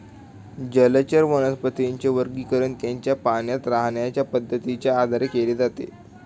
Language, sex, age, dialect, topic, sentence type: Marathi, male, 18-24, Standard Marathi, agriculture, statement